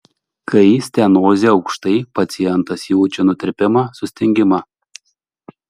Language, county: Lithuanian, Šiauliai